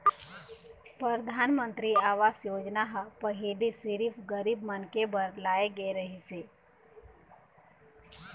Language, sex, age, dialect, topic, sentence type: Chhattisgarhi, female, 25-30, Eastern, banking, statement